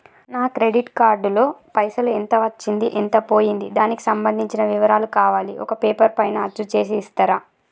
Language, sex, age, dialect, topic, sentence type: Telugu, female, 18-24, Telangana, banking, question